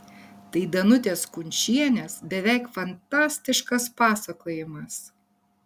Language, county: Lithuanian, Kaunas